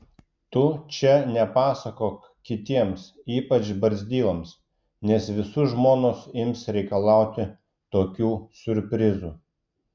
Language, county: Lithuanian, Klaipėda